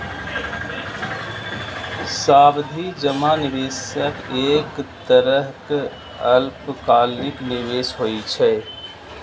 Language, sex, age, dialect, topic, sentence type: Maithili, male, 18-24, Eastern / Thethi, banking, statement